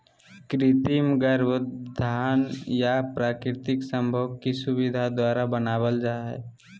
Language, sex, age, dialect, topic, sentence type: Magahi, male, 18-24, Southern, agriculture, statement